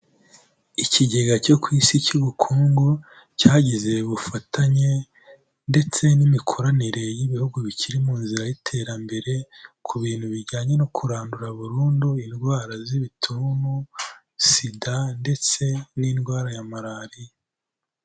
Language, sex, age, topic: Kinyarwanda, male, 18-24, health